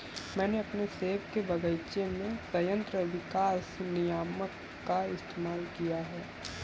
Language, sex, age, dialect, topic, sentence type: Hindi, male, 18-24, Kanauji Braj Bhasha, agriculture, statement